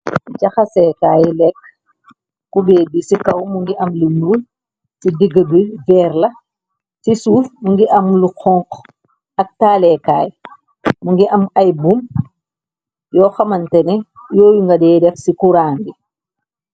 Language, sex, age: Wolof, male, 18-24